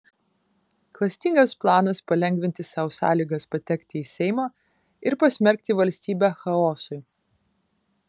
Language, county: Lithuanian, Kaunas